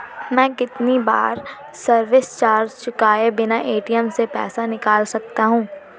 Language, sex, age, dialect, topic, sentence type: Hindi, female, 18-24, Marwari Dhudhari, banking, question